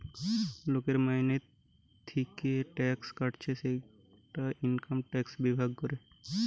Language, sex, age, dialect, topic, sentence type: Bengali, male, 18-24, Western, banking, statement